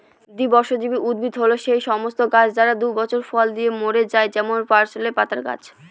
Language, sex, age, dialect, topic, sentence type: Bengali, female, 31-35, Northern/Varendri, agriculture, statement